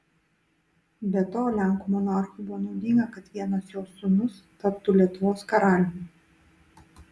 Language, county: Lithuanian, Utena